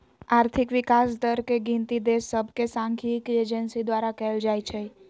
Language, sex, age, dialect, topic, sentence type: Magahi, female, 56-60, Western, banking, statement